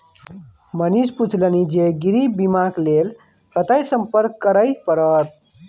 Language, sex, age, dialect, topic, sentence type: Maithili, male, 25-30, Bajjika, banking, statement